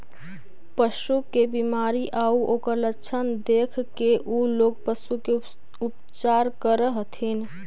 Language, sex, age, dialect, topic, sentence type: Magahi, female, 25-30, Central/Standard, agriculture, statement